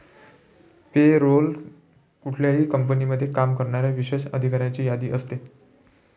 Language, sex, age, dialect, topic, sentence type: Marathi, male, 56-60, Northern Konkan, banking, statement